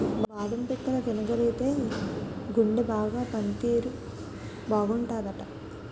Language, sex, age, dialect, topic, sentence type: Telugu, female, 18-24, Utterandhra, agriculture, statement